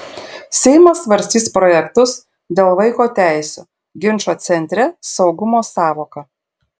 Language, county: Lithuanian, Šiauliai